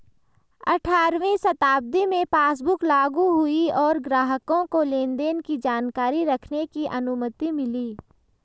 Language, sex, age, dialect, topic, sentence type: Hindi, male, 25-30, Hindustani Malvi Khadi Boli, banking, statement